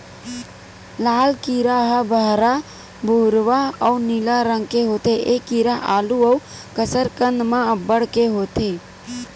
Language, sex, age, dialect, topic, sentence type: Chhattisgarhi, female, 18-24, Western/Budati/Khatahi, agriculture, statement